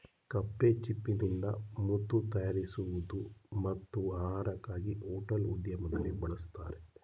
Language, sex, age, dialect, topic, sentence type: Kannada, male, 31-35, Mysore Kannada, agriculture, statement